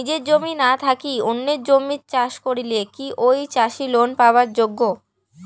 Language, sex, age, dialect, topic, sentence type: Bengali, female, 18-24, Rajbangshi, agriculture, question